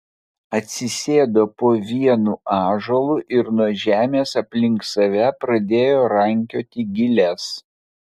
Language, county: Lithuanian, Vilnius